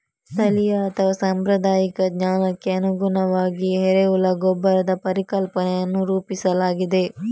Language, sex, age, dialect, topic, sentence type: Kannada, female, 60-100, Coastal/Dakshin, agriculture, statement